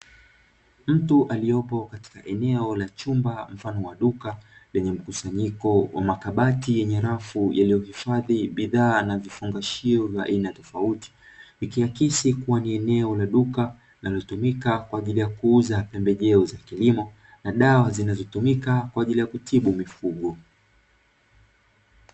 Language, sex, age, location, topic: Swahili, male, 25-35, Dar es Salaam, agriculture